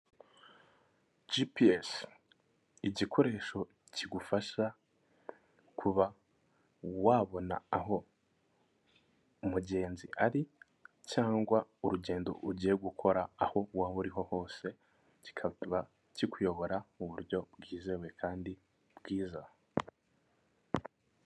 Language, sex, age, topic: Kinyarwanda, male, 18-24, finance